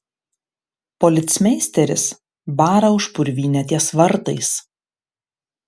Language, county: Lithuanian, Panevėžys